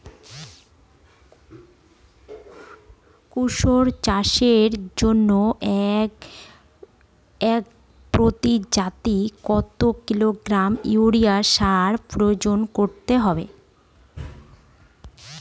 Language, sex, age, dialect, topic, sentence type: Bengali, female, 31-35, Standard Colloquial, agriculture, question